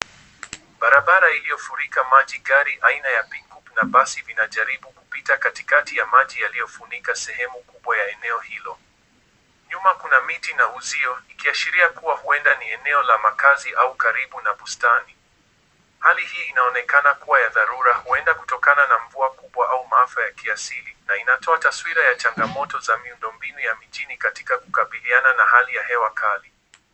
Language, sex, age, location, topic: Swahili, male, 18-24, Kisumu, health